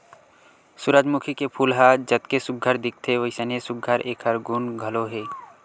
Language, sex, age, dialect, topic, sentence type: Chhattisgarhi, male, 18-24, Western/Budati/Khatahi, agriculture, statement